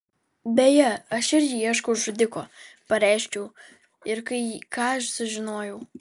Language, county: Lithuanian, Vilnius